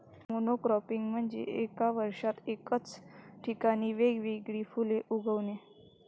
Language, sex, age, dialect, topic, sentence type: Marathi, female, 18-24, Varhadi, agriculture, statement